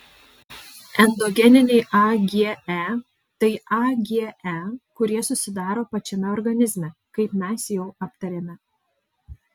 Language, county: Lithuanian, Alytus